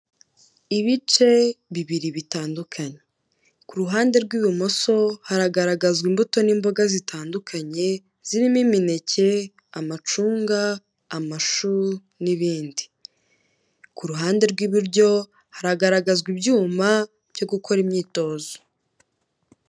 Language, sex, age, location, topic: Kinyarwanda, female, 18-24, Kigali, health